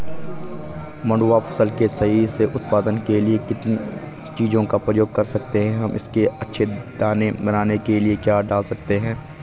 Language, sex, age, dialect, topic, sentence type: Hindi, male, 18-24, Garhwali, agriculture, question